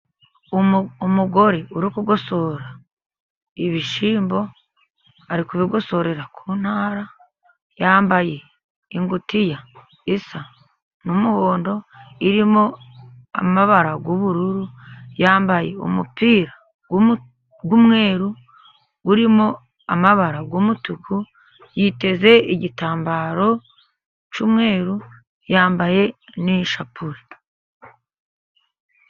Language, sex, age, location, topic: Kinyarwanda, female, 50+, Musanze, agriculture